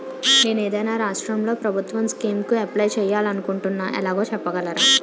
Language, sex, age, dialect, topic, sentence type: Telugu, female, 25-30, Utterandhra, banking, question